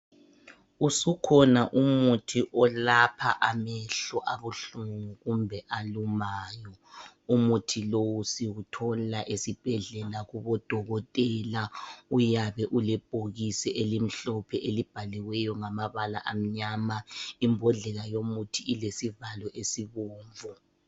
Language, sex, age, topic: North Ndebele, male, 25-35, health